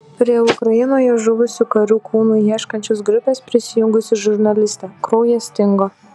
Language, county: Lithuanian, Telšiai